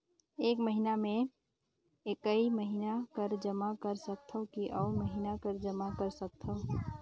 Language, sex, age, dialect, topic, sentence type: Chhattisgarhi, female, 56-60, Northern/Bhandar, banking, question